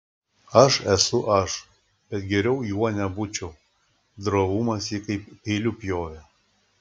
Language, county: Lithuanian, Klaipėda